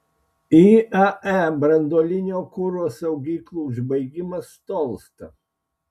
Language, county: Lithuanian, Klaipėda